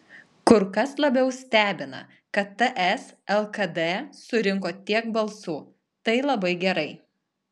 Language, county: Lithuanian, Alytus